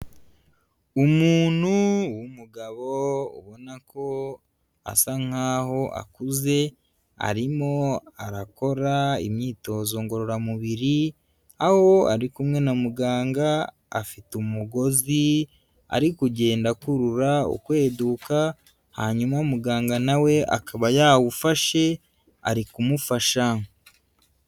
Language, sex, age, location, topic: Kinyarwanda, male, 25-35, Huye, health